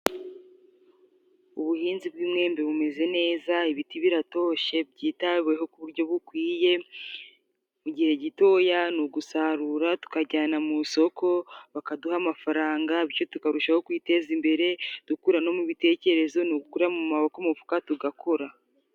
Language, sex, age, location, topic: Kinyarwanda, female, 18-24, Musanze, agriculture